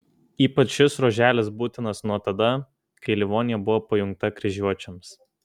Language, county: Lithuanian, Kaunas